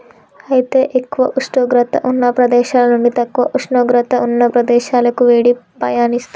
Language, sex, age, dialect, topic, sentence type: Telugu, female, 18-24, Telangana, agriculture, statement